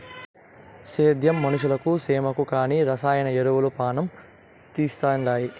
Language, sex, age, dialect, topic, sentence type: Telugu, male, 18-24, Southern, agriculture, statement